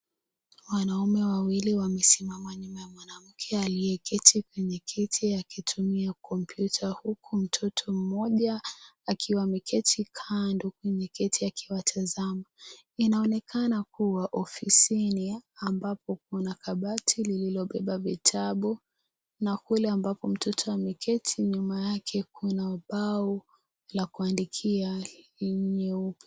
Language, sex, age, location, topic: Swahili, female, 18-24, Kisii, government